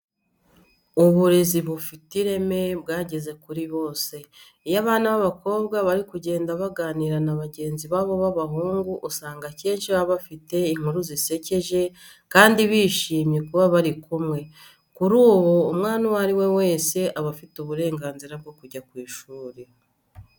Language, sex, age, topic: Kinyarwanda, female, 36-49, education